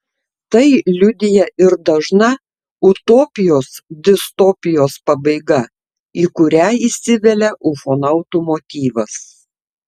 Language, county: Lithuanian, Tauragė